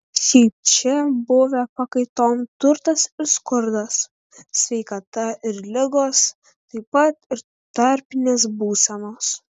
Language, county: Lithuanian, Kaunas